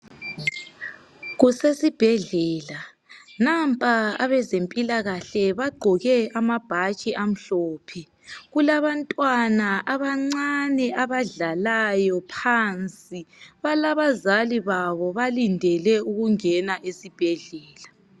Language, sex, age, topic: North Ndebele, female, 25-35, health